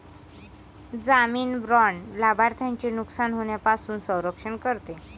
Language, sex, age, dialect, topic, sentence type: Marathi, male, 18-24, Varhadi, banking, statement